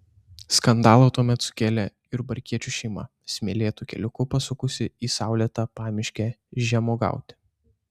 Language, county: Lithuanian, Šiauliai